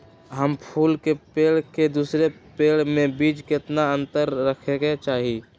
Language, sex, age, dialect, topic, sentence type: Magahi, male, 18-24, Western, agriculture, question